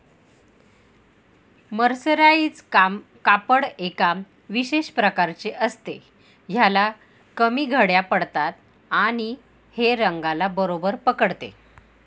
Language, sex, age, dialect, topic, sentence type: Marathi, female, 18-24, Northern Konkan, agriculture, statement